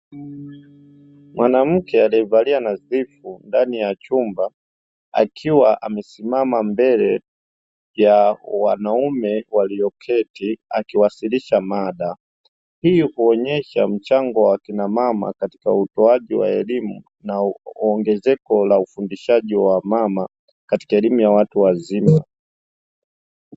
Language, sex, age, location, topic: Swahili, male, 25-35, Dar es Salaam, education